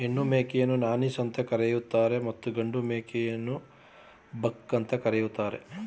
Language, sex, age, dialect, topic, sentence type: Kannada, male, 41-45, Mysore Kannada, agriculture, statement